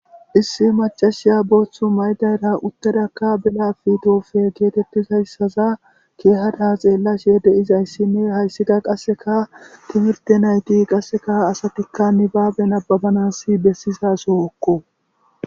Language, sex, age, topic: Gamo, male, 18-24, government